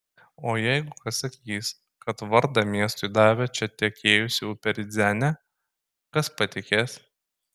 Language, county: Lithuanian, Kaunas